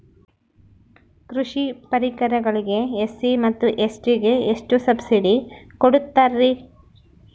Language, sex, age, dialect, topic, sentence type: Kannada, female, 31-35, Central, agriculture, question